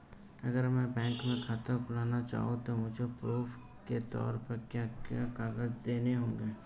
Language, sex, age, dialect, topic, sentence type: Hindi, male, 18-24, Marwari Dhudhari, banking, question